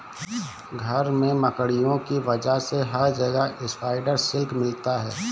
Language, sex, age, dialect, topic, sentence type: Hindi, male, 25-30, Awadhi Bundeli, agriculture, statement